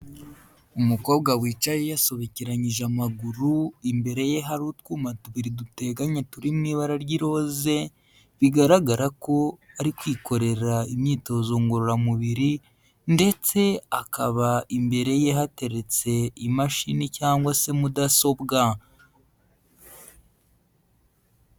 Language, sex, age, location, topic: Kinyarwanda, male, 25-35, Huye, health